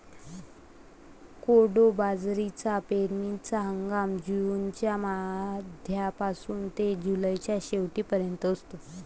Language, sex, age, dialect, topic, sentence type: Marathi, male, 18-24, Varhadi, agriculture, statement